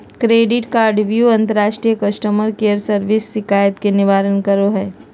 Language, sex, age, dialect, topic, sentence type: Magahi, female, 56-60, Southern, banking, statement